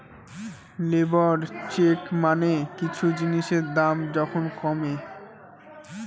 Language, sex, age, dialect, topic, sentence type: Bengali, male, <18, Northern/Varendri, banking, statement